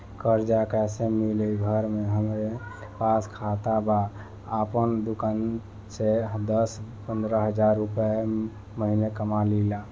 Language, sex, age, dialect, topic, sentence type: Bhojpuri, male, 18-24, Southern / Standard, banking, question